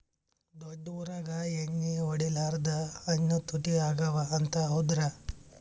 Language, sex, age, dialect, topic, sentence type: Kannada, male, 18-24, Northeastern, agriculture, question